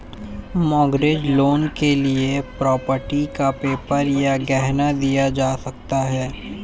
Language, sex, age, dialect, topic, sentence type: Hindi, male, 18-24, Hindustani Malvi Khadi Boli, banking, statement